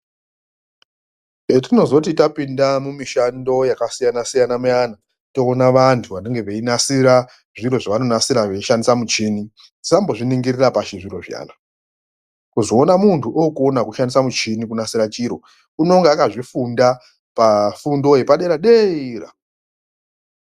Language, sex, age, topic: Ndau, female, 25-35, education